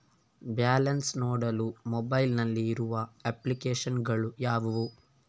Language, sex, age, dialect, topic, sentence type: Kannada, male, 18-24, Coastal/Dakshin, banking, question